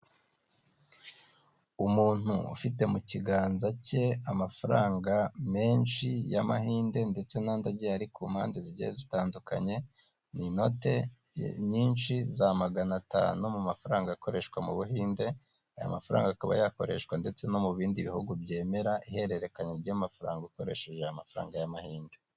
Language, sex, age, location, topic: Kinyarwanda, male, 25-35, Kigali, finance